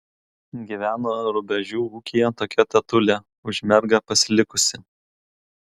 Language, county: Lithuanian, Kaunas